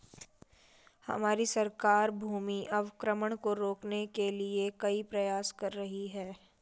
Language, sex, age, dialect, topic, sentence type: Hindi, female, 56-60, Marwari Dhudhari, agriculture, statement